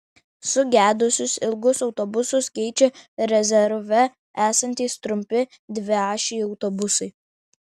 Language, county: Lithuanian, Vilnius